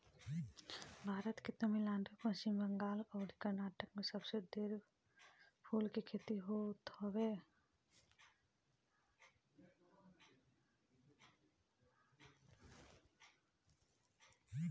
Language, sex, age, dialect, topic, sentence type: Bhojpuri, female, 25-30, Northern, agriculture, statement